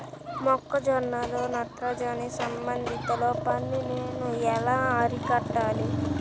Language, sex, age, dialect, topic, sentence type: Telugu, male, 18-24, Central/Coastal, agriculture, question